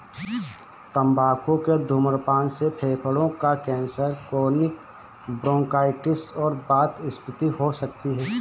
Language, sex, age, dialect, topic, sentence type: Hindi, male, 25-30, Awadhi Bundeli, agriculture, statement